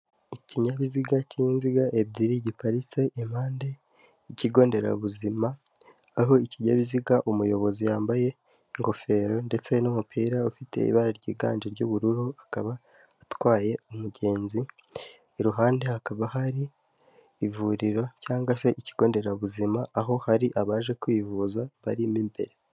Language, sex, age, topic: Kinyarwanda, male, 18-24, health